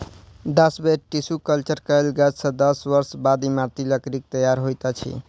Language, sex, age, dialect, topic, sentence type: Maithili, male, 46-50, Southern/Standard, agriculture, statement